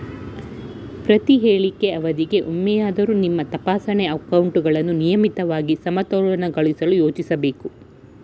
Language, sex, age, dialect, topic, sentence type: Kannada, female, 46-50, Mysore Kannada, banking, statement